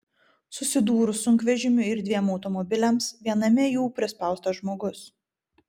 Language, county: Lithuanian, Vilnius